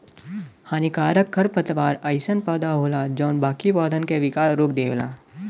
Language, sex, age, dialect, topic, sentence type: Bhojpuri, male, 25-30, Western, agriculture, statement